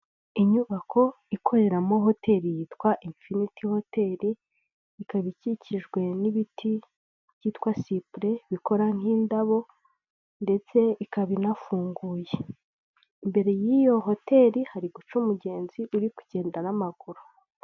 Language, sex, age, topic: Kinyarwanda, female, 25-35, government